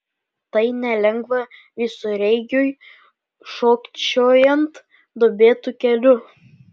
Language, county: Lithuanian, Panevėžys